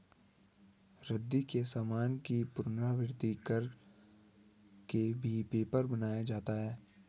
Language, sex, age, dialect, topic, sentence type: Hindi, female, 18-24, Hindustani Malvi Khadi Boli, agriculture, statement